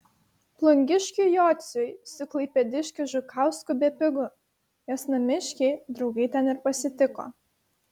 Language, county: Lithuanian, Šiauliai